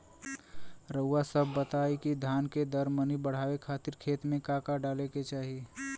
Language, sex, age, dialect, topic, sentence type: Bhojpuri, male, 18-24, Western, agriculture, question